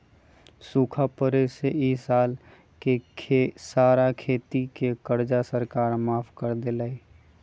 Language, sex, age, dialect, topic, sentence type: Magahi, male, 25-30, Western, agriculture, statement